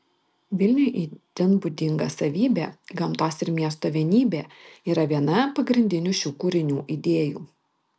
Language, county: Lithuanian, Vilnius